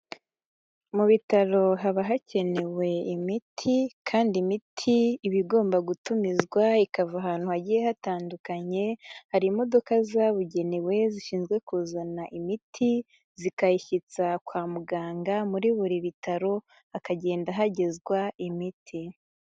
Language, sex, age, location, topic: Kinyarwanda, female, 18-24, Nyagatare, health